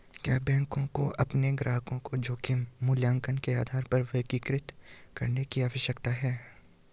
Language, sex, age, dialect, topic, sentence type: Hindi, male, 18-24, Hindustani Malvi Khadi Boli, banking, question